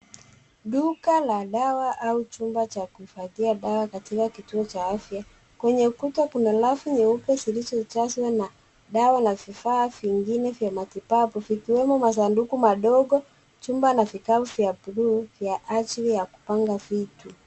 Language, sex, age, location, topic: Swahili, female, 36-49, Nairobi, health